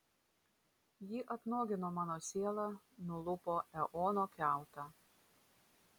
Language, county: Lithuanian, Vilnius